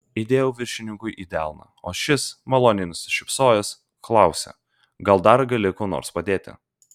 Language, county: Lithuanian, Vilnius